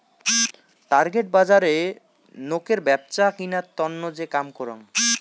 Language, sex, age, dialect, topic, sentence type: Bengali, male, 25-30, Rajbangshi, banking, statement